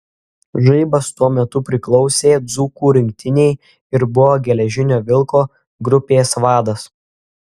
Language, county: Lithuanian, Klaipėda